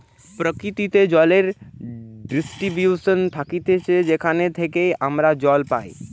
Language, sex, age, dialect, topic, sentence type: Bengali, male, 18-24, Western, agriculture, statement